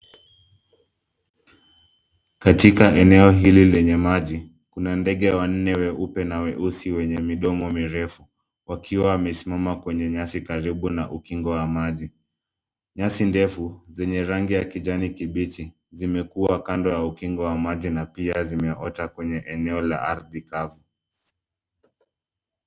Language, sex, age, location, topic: Swahili, male, 25-35, Nairobi, government